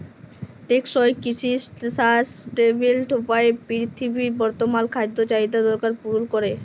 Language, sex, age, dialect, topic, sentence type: Bengali, female, <18, Jharkhandi, agriculture, statement